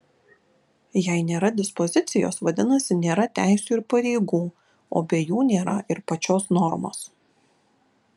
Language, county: Lithuanian, Kaunas